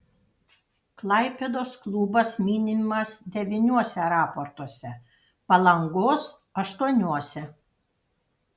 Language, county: Lithuanian, Panevėžys